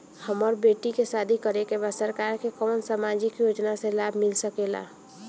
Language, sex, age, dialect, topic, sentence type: Bhojpuri, female, 18-24, Northern, banking, question